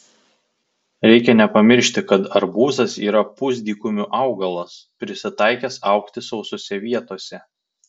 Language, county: Lithuanian, Tauragė